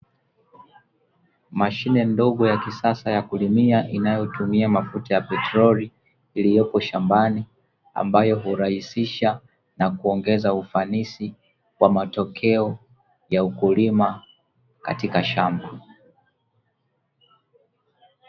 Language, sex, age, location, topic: Swahili, male, 25-35, Dar es Salaam, agriculture